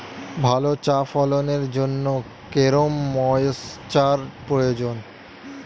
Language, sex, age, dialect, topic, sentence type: Bengali, male, 25-30, Standard Colloquial, agriculture, question